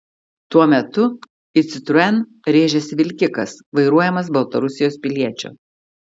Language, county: Lithuanian, Klaipėda